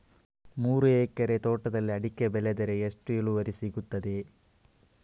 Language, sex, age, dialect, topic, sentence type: Kannada, male, 31-35, Coastal/Dakshin, agriculture, question